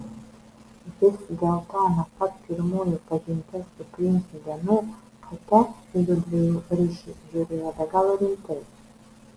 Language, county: Lithuanian, Vilnius